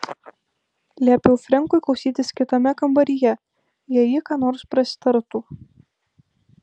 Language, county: Lithuanian, Vilnius